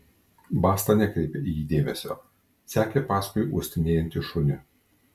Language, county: Lithuanian, Kaunas